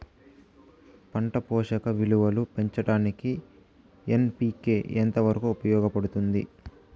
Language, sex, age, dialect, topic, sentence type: Telugu, male, 18-24, Southern, agriculture, question